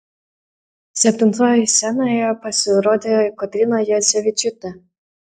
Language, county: Lithuanian, Panevėžys